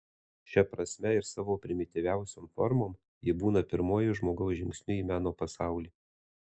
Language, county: Lithuanian, Alytus